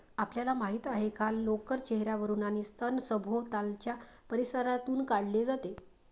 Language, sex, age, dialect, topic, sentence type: Marathi, female, 36-40, Varhadi, agriculture, statement